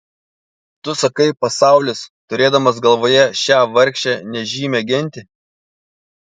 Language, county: Lithuanian, Panevėžys